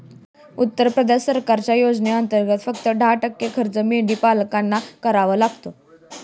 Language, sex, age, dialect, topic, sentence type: Marathi, female, 18-24, Standard Marathi, agriculture, statement